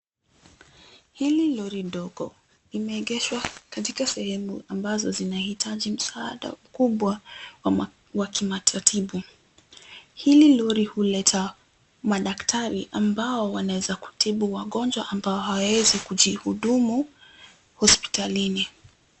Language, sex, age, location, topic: Swahili, female, 18-24, Nairobi, health